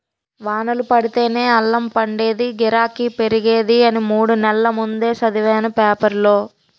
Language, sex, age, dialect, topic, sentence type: Telugu, female, 18-24, Utterandhra, agriculture, statement